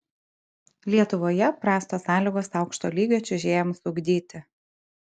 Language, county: Lithuanian, Kaunas